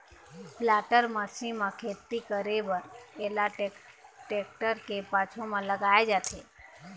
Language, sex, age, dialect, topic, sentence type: Chhattisgarhi, female, 25-30, Eastern, agriculture, statement